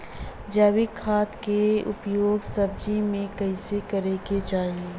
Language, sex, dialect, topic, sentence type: Bhojpuri, female, Western, agriculture, question